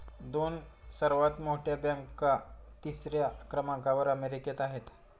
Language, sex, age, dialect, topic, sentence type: Marathi, male, 46-50, Standard Marathi, banking, statement